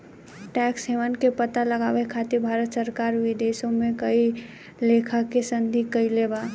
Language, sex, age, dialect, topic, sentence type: Bhojpuri, female, 18-24, Southern / Standard, banking, statement